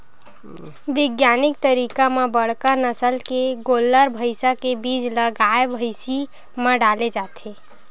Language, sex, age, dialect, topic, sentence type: Chhattisgarhi, female, 18-24, Western/Budati/Khatahi, agriculture, statement